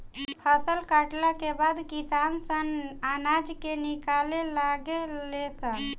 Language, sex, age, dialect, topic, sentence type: Bhojpuri, female, 25-30, Southern / Standard, agriculture, statement